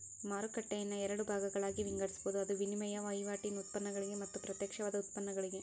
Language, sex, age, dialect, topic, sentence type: Kannada, female, 25-30, Dharwad Kannada, banking, statement